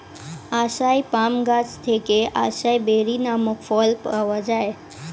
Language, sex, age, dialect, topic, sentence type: Bengali, female, 18-24, Standard Colloquial, agriculture, statement